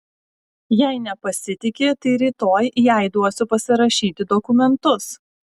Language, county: Lithuanian, Alytus